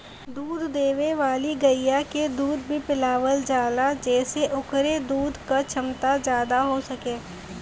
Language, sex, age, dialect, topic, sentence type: Bhojpuri, female, 18-24, Western, agriculture, statement